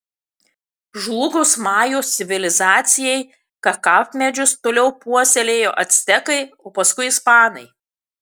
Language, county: Lithuanian, Kaunas